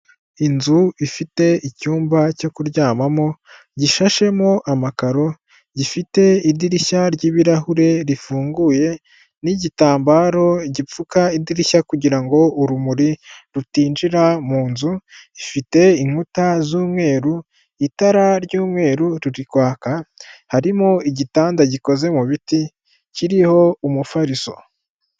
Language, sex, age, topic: Kinyarwanda, female, 36-49, finance